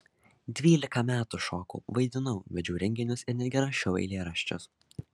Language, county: Lithuanian, Šiauliai